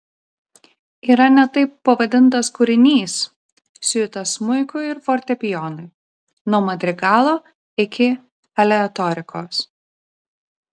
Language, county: Lithuanian, Vilnius